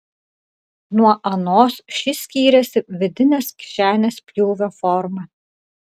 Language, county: Lithuanian, Klaipėda